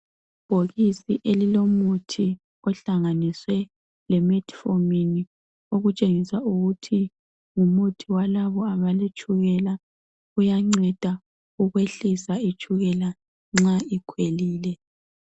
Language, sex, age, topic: North Ndebele, female, 25-35, health